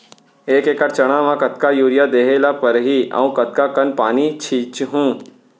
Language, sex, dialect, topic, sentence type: Chhattisgarhi, male, Central, agriculture, question